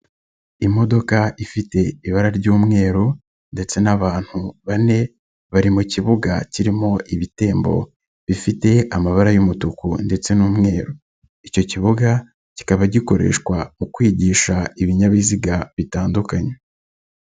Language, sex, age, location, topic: Kinyarwanda, male, 18-24, Nyagatare, government